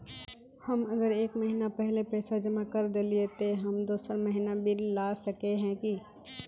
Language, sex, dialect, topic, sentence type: Magahi, female, Northeastern/Surjapuri, banking, question